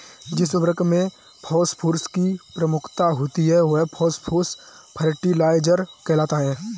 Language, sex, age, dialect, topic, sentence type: Hindi, male, 18-24, Kanauji Braj Bhasha, agriculture, statement